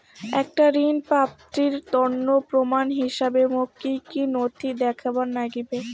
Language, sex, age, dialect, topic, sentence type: Bengali, female, 60-100, Rajbangshi, banking, statement